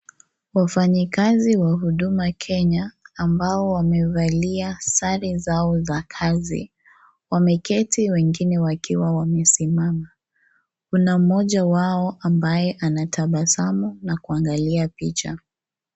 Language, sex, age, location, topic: Swahili, female, 25-35, Kisii, government